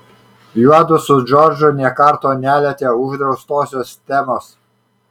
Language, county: Lithuanian, Kaunas